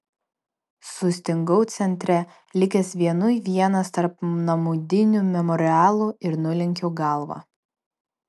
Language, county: Lithuanian, Vilnius